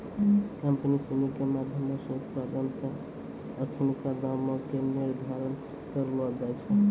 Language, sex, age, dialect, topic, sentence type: Maithili, male, 18-24, Angika, banking, statement